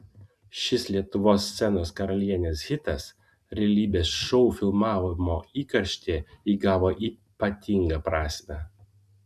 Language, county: Lithuanian, Vilnius